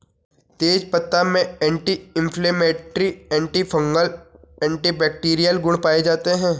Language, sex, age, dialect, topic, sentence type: Hindi, male, 18-24, Garhwali, agriculture, statement